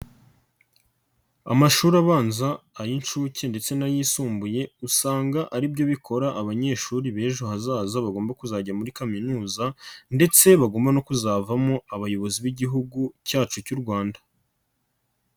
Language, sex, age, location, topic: Kinyarwanda, male, 25-35, Nyagatare, education